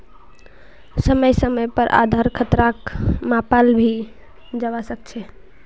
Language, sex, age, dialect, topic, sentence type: Magahi, female, 18-24, Northeastern/Surjapuri, banking, statement